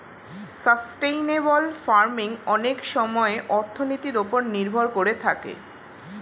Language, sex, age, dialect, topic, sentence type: Bengali, female, 36-40, Standard Colloquial, agriculture, statement